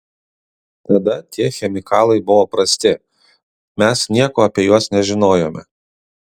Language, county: Lithuanian, Kaunas